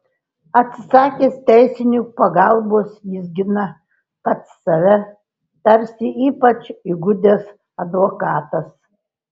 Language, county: Lithuanian, Telšiai